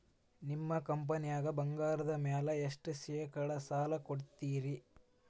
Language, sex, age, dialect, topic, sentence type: Kannada, male, 18-24, Dharwad Kannada, banking, question